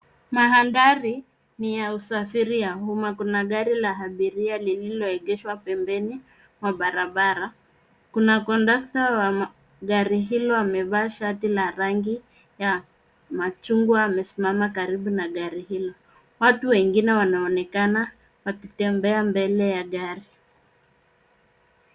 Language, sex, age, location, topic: Swahili, female, 25-35, Nairobi, government